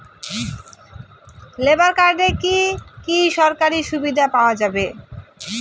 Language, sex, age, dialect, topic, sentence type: Bengali, male, 18-24, Rajbangshi, banking, question